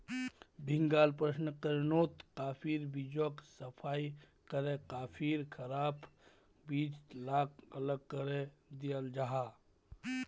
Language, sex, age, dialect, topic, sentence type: Magahi, male, 25-30, Northeastern/Surjapuri, agriculture, statement